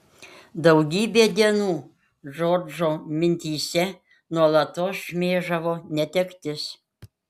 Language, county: Lithuanian, Panevėžys